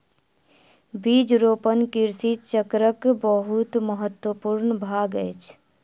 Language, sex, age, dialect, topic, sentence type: Maithili, male, 36-40, Southern/Standard, agriculture, statement